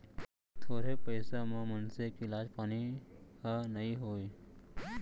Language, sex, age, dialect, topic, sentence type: Chhattisgarhi, male, 56-60, Central, banking, statement